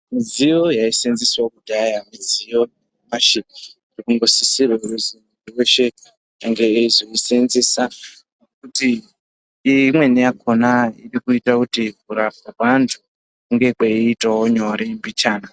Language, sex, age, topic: Ndau, male, 25-35, health